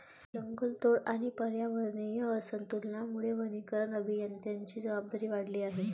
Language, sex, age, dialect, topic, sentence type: Marathi, female, 18-24, Varhadi, agriculture, statement